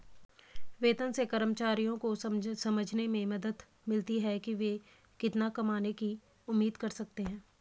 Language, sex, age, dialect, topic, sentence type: Hindi, female, 25-30, Garhwali, banking, statement